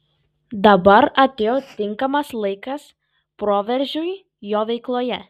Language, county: Lithuanian, Kaunas